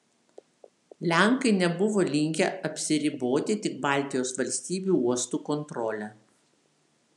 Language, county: Lithuanian, Vilnius